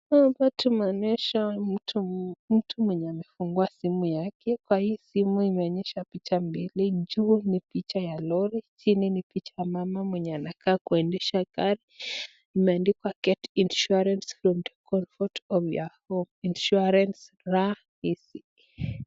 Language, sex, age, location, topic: Swahili, female, 25-35, Nakuru, finance